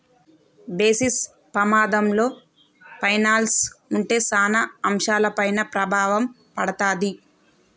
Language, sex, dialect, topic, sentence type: Telugu, female, Telangana, banking, statement